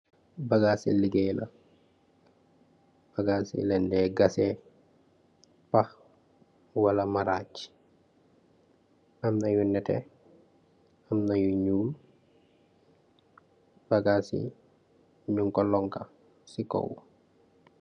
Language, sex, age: Wolof, male, 18-24